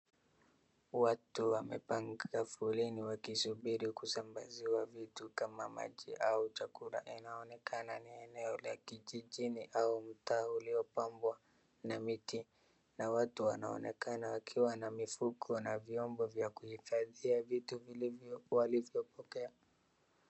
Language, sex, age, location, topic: Swahili, male, 36-49, Wajir, health